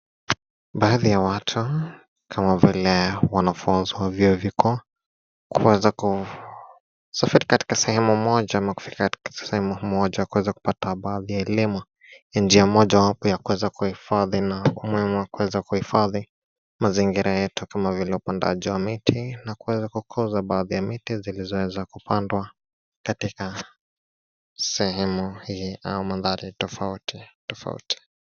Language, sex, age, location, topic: Swahili, male, 25-35, Nairobi, government